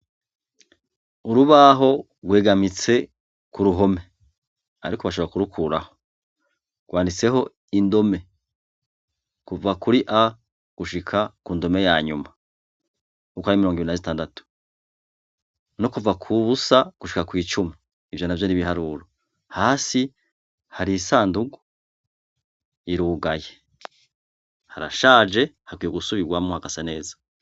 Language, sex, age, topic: Rundi, male, 36-49, education